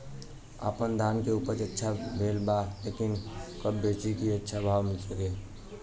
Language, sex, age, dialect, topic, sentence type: Bhojpuri, male, 18-24, Southern / Standard, agriculture, question